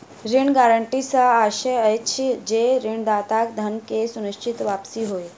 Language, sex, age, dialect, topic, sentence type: Maithili, female, 51-55, Southern/Standard, banking, statement